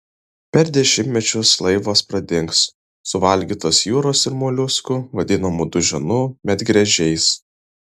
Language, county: Lithuanian, Vilnius